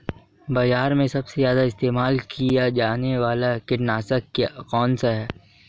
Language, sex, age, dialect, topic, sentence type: Hindi, male, 18-24, Marwari Dhudhari, agriculture, question